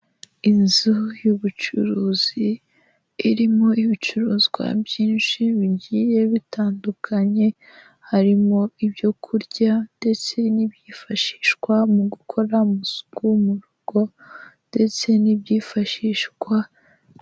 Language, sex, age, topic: Kinyarwanda, female, 18-24, finance